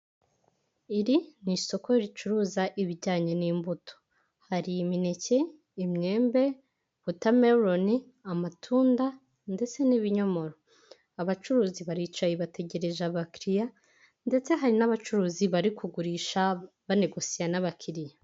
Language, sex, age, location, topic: Kinyarwanda, female, 18-24, Huye, finance